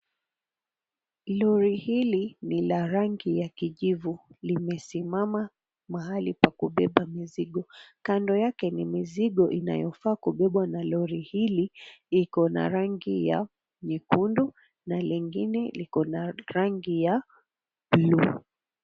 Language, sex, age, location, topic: Swahili, female, 36-49, Mombasa, government